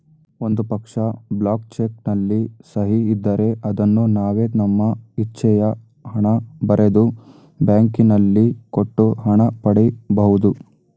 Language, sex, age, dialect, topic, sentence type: Kannada, male, 18-24, Mysore Kannada, banking, statement